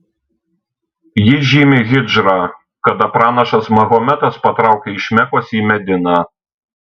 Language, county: Lithuanian, Šiauliai